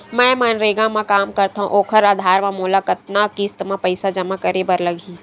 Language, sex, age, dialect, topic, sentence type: Chhattisgarhi, female, 25-30, Western/Budati/Khatahi, banking, question